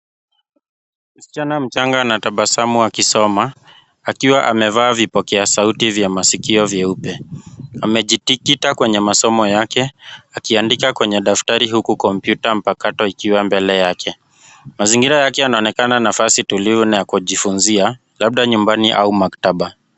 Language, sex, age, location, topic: Swahili, male, 25-35, Nairobi, education